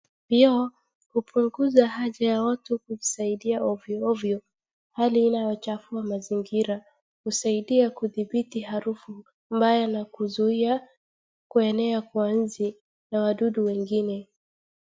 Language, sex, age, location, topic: Swahili, female, 36-49, Wajir, health